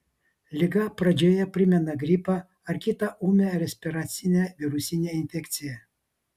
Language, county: Lithuanian, Vilnius